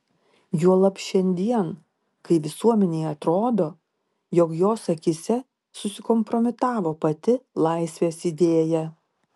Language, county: Lithuanian, Klaipėda